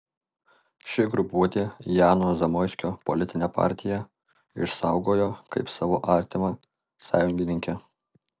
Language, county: Lithuanian, Alytus